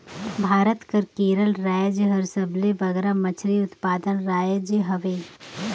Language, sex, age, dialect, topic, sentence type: Chhattisgarhi, female, 31-35, Northern/Bhandar, agriculture, statement